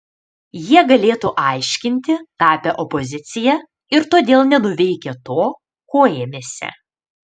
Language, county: Lithuanian, Panevėžys